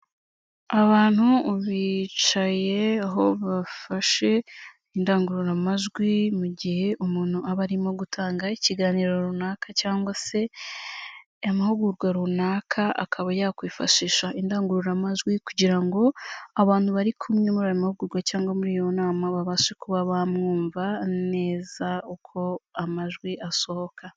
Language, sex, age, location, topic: Kinyarwanda, female, 25-35, Kigali, health